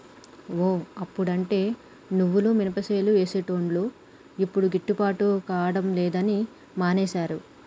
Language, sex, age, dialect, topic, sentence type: Telugu, male, 31-35, Telangana, agriculture, statement